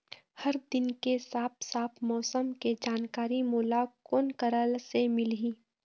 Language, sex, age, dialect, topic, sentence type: Chhattisgarhi, female, 25-30, Eastern, agriculture, question